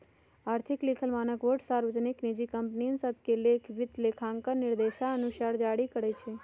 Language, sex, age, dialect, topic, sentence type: Magahi, female, 51-55, Western, banking, statement